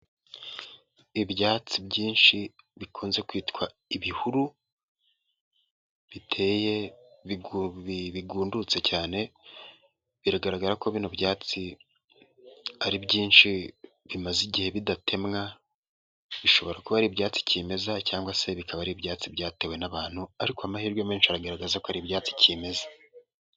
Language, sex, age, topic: Kinyarwanda, male, 18-24, agriculture